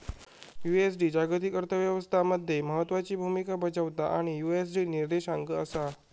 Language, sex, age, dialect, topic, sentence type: Marathi, male, 18-24, Southern Konkan, banking, statement